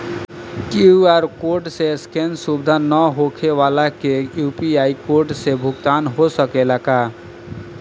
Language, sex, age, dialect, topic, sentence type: Bhojpuri, male, 31-35, Southern / Standard, banking, question